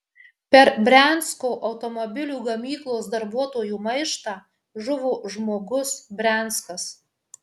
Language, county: Lithuanian, Marijampolė